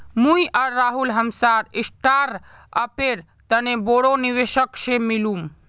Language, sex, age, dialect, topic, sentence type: Magahi, male, 41-45, Northeastern/Surjapuri, banking, statement